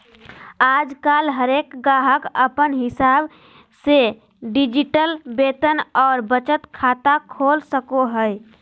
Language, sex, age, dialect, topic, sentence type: Magahi, female, 46-50, Southern, banking, statement